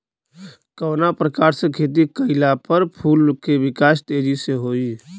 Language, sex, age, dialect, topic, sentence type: Bhojpuri, male, 25-30, Western, agriculture, question